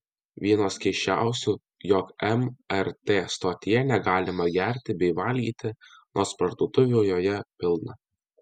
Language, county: Lithuanian, Alytus